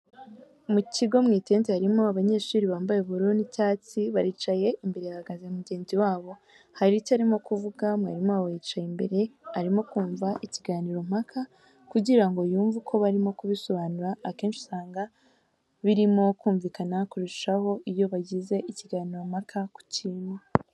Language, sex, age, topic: Kinyarwanda, female, 18-24, education